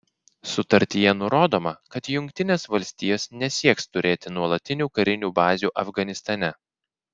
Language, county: Lithuanian, Klaipėda